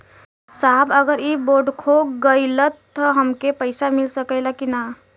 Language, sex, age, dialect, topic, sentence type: Bhojpuri, female, 18-24, Western, banking, question